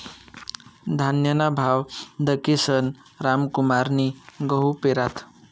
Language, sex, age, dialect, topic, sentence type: Marathi, male, 18-24, Northern Konkan, banking, statement